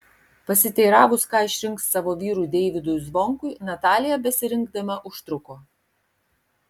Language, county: Lithuanian, Kaunas